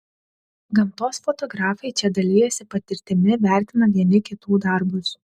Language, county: Lithuanian, Šiauliai